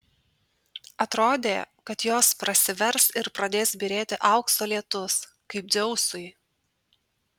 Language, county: Lithuanian, Tauragė